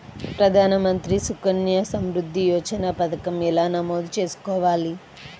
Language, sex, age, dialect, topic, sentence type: Telugu, female, 31-35, Central/Coastal, banking, question